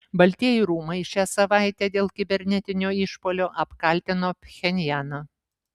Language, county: Lithuanian, Vilnius